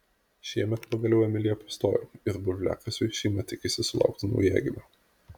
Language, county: Lithuanian, Vilnius